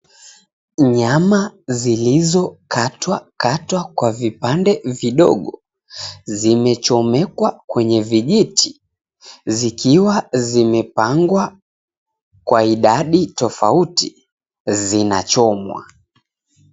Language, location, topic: Swahili, Mombasa, agriculture